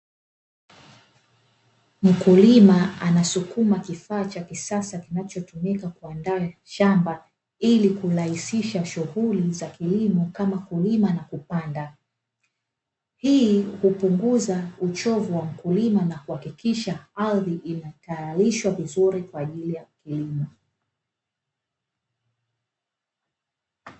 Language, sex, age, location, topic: Swahili, female, 18-24, Dar es Salaam, agriculture